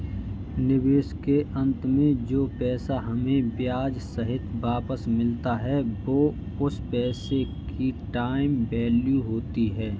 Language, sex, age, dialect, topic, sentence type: Hindi, male, 25-30, Kanauji Braj Bhasha, banking, statement